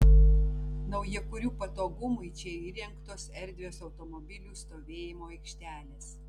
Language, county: Lithuanian, Tauragė